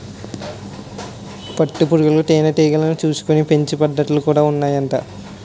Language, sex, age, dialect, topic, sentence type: Telugu, male, 51-55, Utterandhra, agriculture, statement